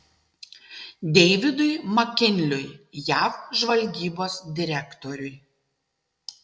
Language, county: Lithuanian, Utena